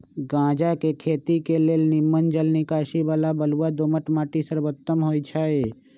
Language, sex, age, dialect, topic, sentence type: Magahi, male, 25-30, Western, agriculture, statement